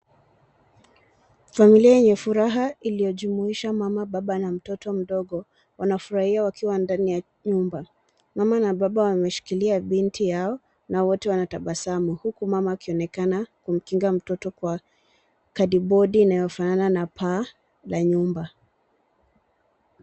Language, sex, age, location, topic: Swahili, female, 18-24, Kisumu, finance